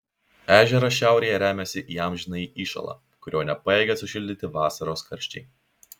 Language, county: Lithuanian, Šiauliai